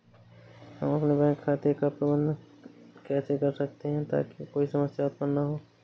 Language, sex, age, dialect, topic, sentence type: Hindi, male, 18-24, Awadhi Bundeli, banking, question